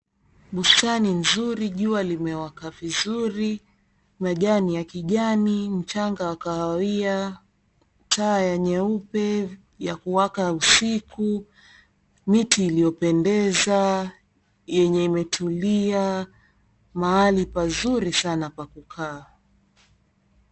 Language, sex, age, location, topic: Swahili, female, 25-35, Mombasa, agriculture